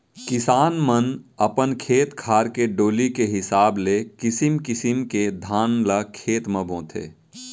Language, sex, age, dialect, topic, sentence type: Chhattisgarhi, male, 31-35, Central, agriculture, statement